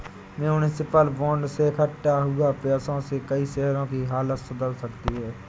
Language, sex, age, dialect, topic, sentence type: Hindi, male, 60-100, Awadhi Bundeli, banking, statement